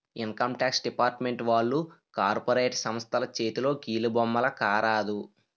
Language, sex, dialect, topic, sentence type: Telugu, male, Utterandhra, banking, statement